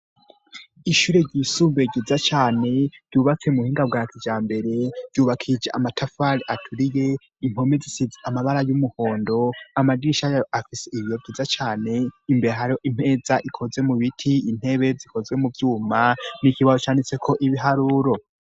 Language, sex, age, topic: Rundi, male, 18-24, education